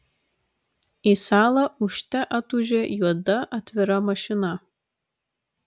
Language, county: Lithuanian, Vilnius